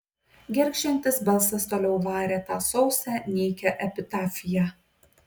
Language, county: Lithuanian, Kaunas